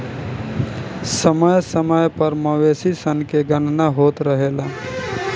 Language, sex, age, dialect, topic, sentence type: Bhojpuri, male, 31-35, Southern / Standard, agriculture, statement